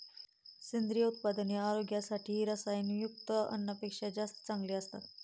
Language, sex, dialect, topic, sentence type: Marathi, female, Standard Marathi, agriculture, statement